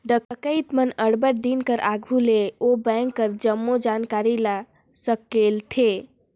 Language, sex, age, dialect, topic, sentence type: Chhattisgarhi, male, 56-60, Northern/Bhandar, banking, statement